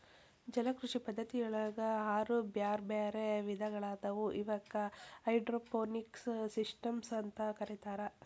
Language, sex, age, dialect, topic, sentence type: Kannada, female, 41-45, Dharwad Kannada, agriculture, statement